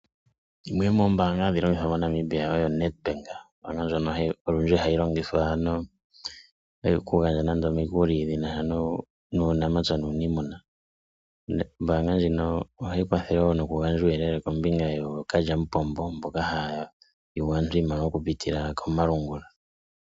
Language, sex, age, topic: Oshiwambo, male, 25-35, finance